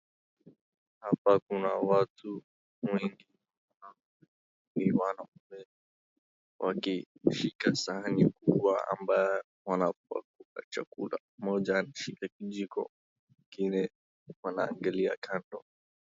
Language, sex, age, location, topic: Swahili, male, 18-24, Wajir, agriculture